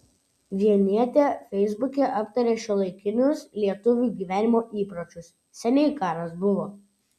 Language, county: Lithuanian, Vilnius